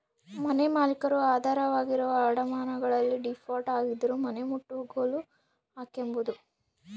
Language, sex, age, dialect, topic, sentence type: Kannada, female, 25-30, Central, banking, statement